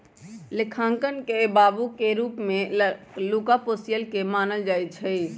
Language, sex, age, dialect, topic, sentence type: Magahi, male, 18-24, Western, banking, statement